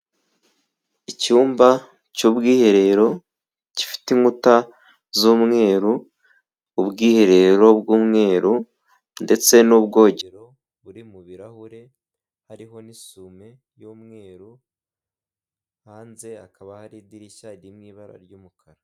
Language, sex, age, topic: Kinyarwanda, male, 18-24, finance